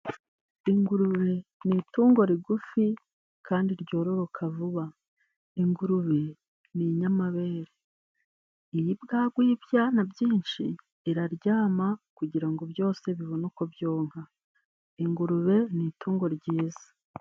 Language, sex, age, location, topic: Kinyarwanda, female, 36-49, Musanze, agriculture